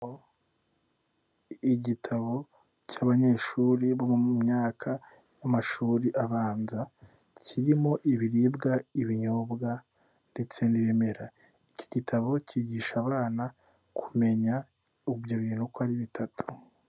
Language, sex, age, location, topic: Kinyarwanda, male, 18-24, Nyagatare, education